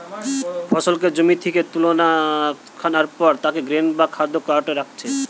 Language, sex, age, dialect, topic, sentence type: Bengali, male, 18-24, Western, agriculture, statement